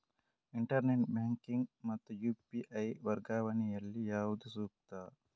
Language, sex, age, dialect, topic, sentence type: Kannada, male, 18-24, Coastal/Dakshin, banking, question